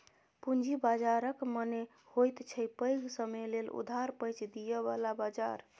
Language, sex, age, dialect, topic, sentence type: Maithili, female, 25-30, Bajjika, banking, statement